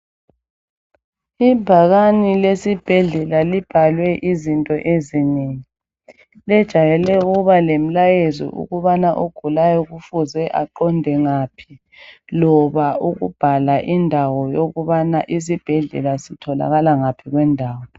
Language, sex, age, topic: North Ndebele, female, 50+, health